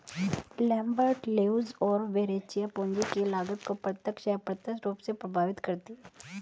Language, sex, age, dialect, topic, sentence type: Hindi, female, 36-40, Hindustani Malvi Khadi Boli, banking, statement